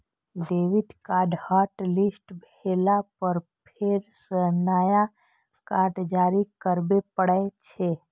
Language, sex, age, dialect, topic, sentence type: Maithili, female, 25-30, Eastern / Thethi, banking, statement